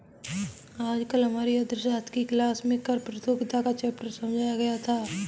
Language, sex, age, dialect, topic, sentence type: Hindi, female, 18-24, Kanauji Braj Bhasha, banking, statement